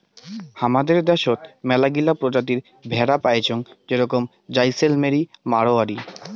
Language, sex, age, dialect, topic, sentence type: Bengali, male, 18-24, Rajbangshi, agriculture, statement